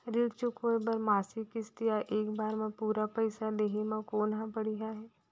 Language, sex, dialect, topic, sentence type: Chhattisgarhi, female, Central, banking, question